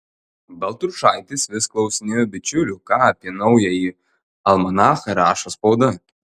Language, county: Lithuanian, Telšiai